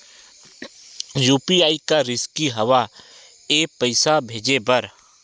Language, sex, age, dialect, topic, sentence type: Chhattisgarhi, male, 18-24, Western/Budati/Khatahi, banking, question